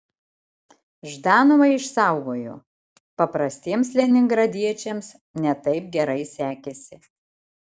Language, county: Lithuanian, Šiauliai